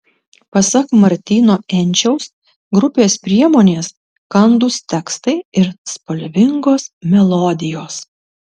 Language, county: Lithuanian, Tauragė